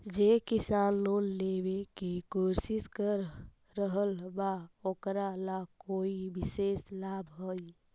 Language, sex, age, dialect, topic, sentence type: Magahi, female, 18-24, Central/Standard, agriculture, statement